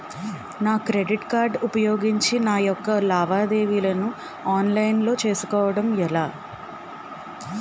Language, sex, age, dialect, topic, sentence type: Telugu, female, 18-24, Utterandhra, banking, question